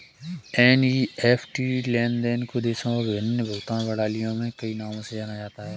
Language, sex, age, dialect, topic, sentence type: Hindi, male, 25-30, Kanauji Braj Bhasha, banking, statement